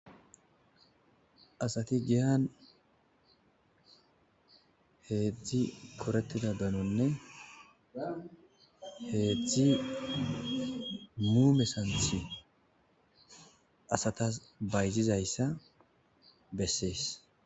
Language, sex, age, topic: Gamo, male, 25-35, agriculture